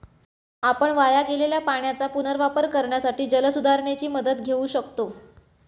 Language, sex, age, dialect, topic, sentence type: Marathi, male, 25-30, Standard Marathi, agriculture, statement